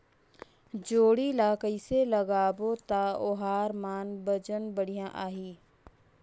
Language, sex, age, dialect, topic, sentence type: Chhattisgarhi, female, 46-50, Northern/Bhandar, agriculture, question